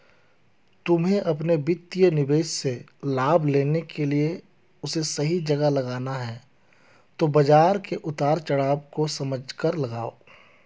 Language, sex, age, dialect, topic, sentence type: Hindi, male, 31-35, Hindustani Malvi Khadi Boli, banking, statement